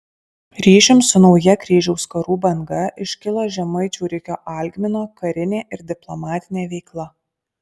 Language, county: Lithuanian, Alytus